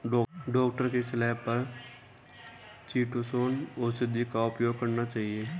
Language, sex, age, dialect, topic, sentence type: Hindi, male, 18-24, Hindustani Malvi Khadi Boli, agriculture, statement